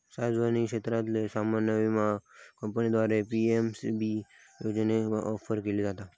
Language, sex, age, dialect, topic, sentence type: Marathi, male, 18-24, Southern Konkan, banking, statement